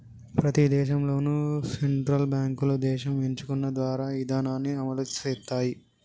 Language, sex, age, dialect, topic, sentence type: Telugu, male, 18-24, Telangana, banking, statement